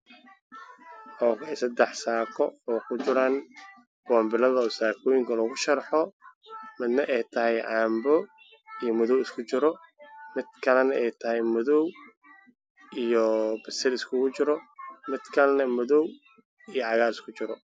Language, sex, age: Somali, male, 18-24